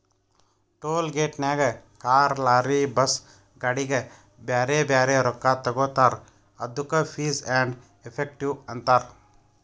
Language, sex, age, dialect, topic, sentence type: Kannada, male, 31-35, Northeastern, banking, statement